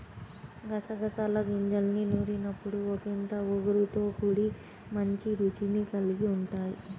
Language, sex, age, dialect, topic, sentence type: Telugu, male, 36-40, Central/Coastal, agriculture, statement